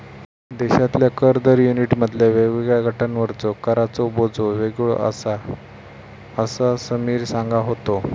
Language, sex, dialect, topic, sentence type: Marathi, male, Southern Konkan, banking, statement